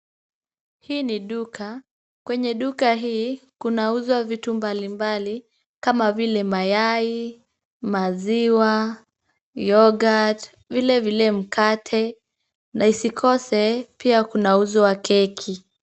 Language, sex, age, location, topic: Swahili, female, 25-35, Kisumu, finance